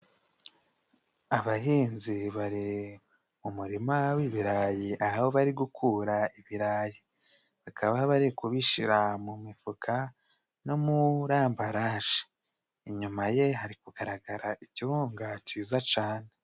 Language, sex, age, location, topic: Kinyarwanda, male, 25-35, Musanze, agriculture